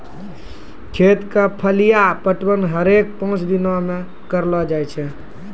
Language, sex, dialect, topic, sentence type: Maithili, male, Angika, agriculture, statement